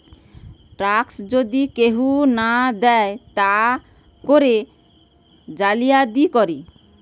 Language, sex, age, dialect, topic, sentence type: Bengali, female, 18-24, Western, banking, statement